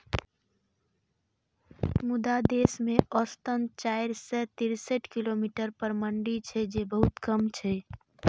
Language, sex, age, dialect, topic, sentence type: Maithili, female, 31-35, Eastern / Thethi, agriculture, statement